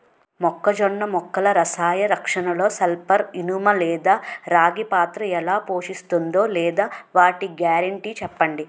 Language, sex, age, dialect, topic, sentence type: Telugu, female, 18-24, Utterandhra, agriculture, question